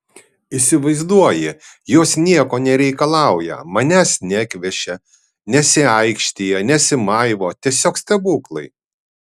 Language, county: Lithuanian, Kaunas